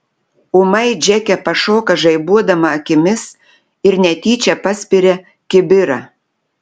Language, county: Lithuanian, Telšiai